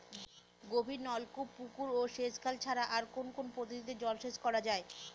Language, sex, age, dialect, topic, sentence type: Bengali, female, 18-24, Northern/Varendri, agriculture, question